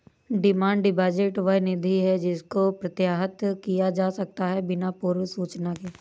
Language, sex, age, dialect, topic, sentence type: Hindi, female, 31-35, Awadhi Bundeli, banking, statement